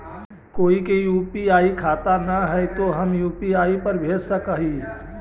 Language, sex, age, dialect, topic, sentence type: Magahi, male, 25-30, Central/Standard, banking, question